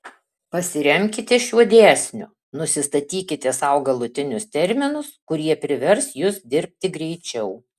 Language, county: Lithuanian, Alytus